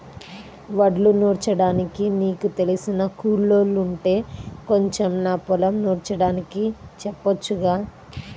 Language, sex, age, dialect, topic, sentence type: Telugu, female, 31-35, Central/Coastal, agriculture, statement